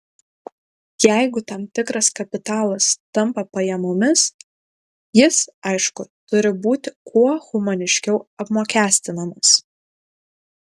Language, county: Lithuanian, Kaunas